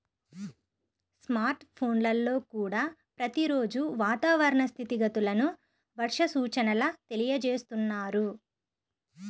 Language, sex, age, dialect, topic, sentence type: Telugu, female, 31-35, Central/Coastal, agriculture, statement